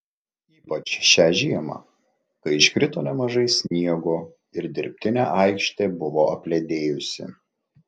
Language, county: Lithuanian, Klaipėda